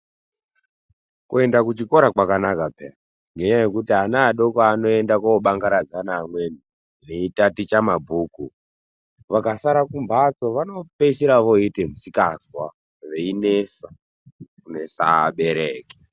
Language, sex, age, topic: Ndau, male, 18-24, education